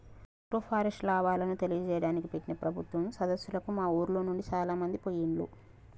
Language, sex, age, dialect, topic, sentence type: Telugu, female, 31-35, Telangana, agriculture, statement